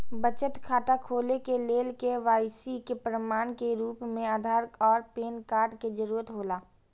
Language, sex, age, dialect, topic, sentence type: Maithili, female, 18-24, Eastern / Thethi, banking, statement